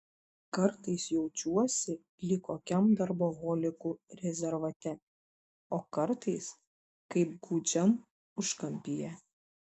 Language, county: Lithuanian, Šiauliai